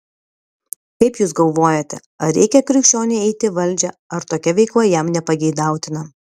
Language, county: Lithuanian, Panevėžys